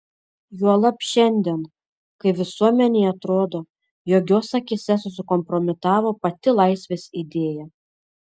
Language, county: Lithuanian, Šiauliai